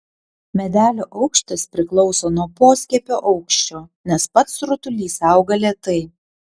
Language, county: Lithuanian, Panevėžys